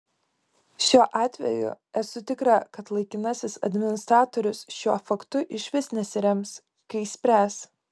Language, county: Lithuanian, Kaunas